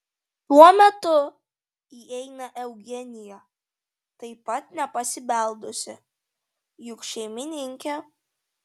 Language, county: Lithuanian, Vilnius